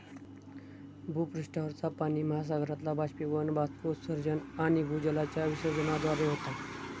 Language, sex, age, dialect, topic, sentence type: Marathi, male, 25-30, Southern Konkan, agriculture, statement